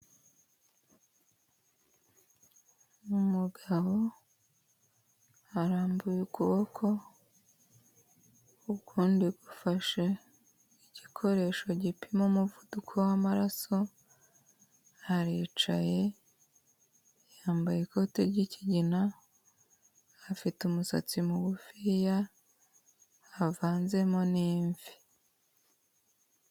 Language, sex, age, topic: Kinyarwanda, female, 25-35, health